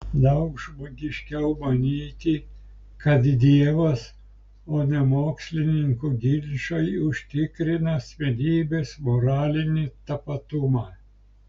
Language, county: Lithuanian, Klaipėda